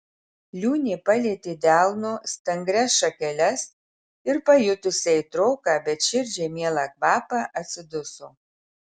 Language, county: Lithuanian, Marijampolė